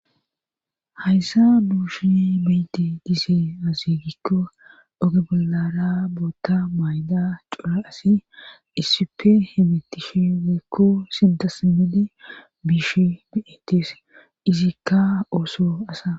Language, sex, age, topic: Gamo, female, 36-49, government